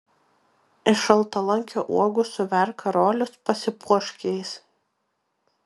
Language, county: Lithuanian, Vilnius